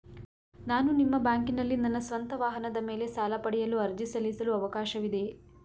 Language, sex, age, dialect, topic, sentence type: Kannada, female, 25-30, Mysore Kannada, banking, question